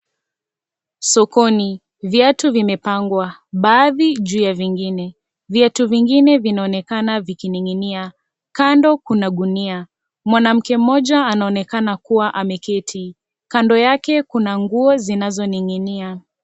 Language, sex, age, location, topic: Swahili, female, 25-35, Kisii, finance